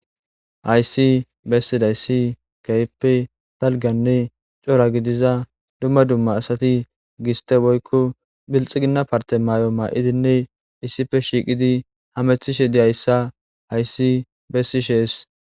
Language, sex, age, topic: Gamo, male, 18-24, government